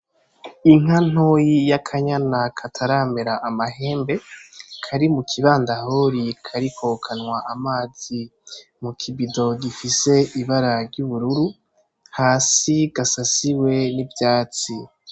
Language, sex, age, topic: Rundi, female, 18-24, agriculture